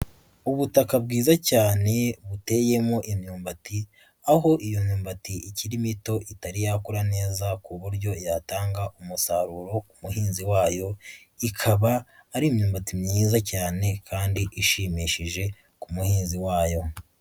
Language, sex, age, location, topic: Kinyarwanda, male, 25-35, Huye, agriculture